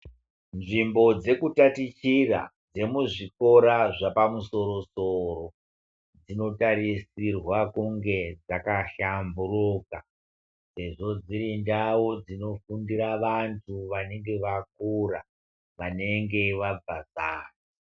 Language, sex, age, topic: Ndau, female, 50+, education